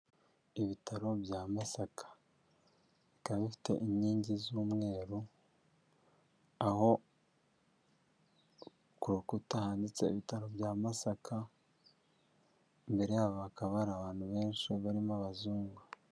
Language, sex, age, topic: Kinyarwanda, male, 25-35, government